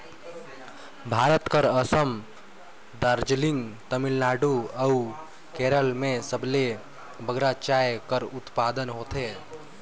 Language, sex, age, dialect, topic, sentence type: Chhattisgarhi, male, 18-24, Northern/Bhandar, agriculture, statement